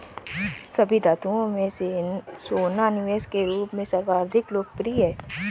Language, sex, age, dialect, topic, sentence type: Hindi, female, 25-30, Marwari Dhudhari, banking, statement